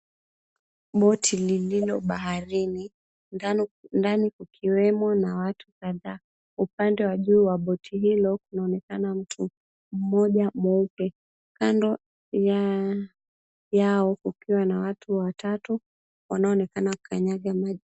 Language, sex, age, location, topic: Swahili, female, 18-24, Mombasa, government